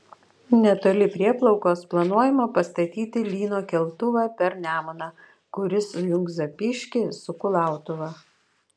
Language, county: Lithuanian, Vilnius